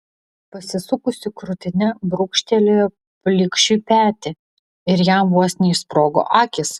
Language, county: Lithuanian, Vilnius